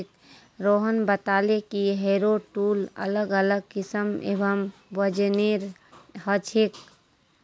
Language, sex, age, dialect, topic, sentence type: Magahi, female, 18-24, Northeastern/Surjapuri, agriculture, statement